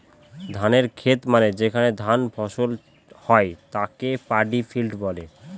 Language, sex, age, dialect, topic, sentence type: Bengali, male, 25-30, Northern/Varendri, agriculture, statement